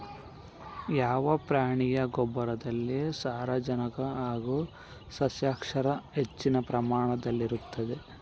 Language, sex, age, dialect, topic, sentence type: Kannada, male, 51-55, Central, agriculture, question